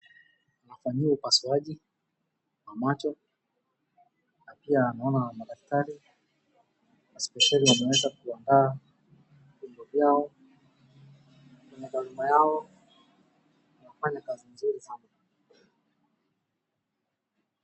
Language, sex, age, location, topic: Swahili, male, 25-35, Wajir, health